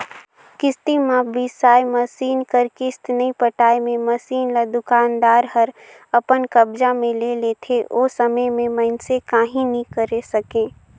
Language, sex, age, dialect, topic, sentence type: Chhattisgarhi, female, 18-24, Northern/Bhandar, banking, statement